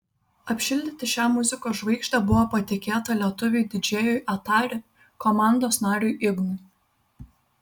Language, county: Lithuanian, Vilnius